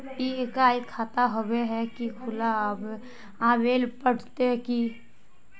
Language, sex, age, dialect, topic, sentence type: Magahi, female, 60-100, Northeastern/Surjapuri, banking, question